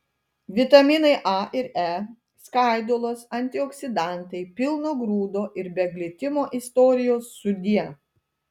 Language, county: Lithuanian, Telšiai